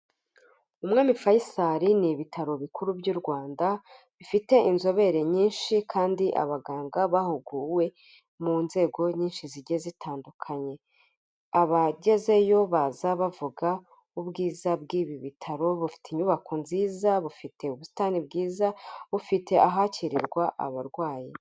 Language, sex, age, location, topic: Kinyarwanda, female, 25-35, Kigali, health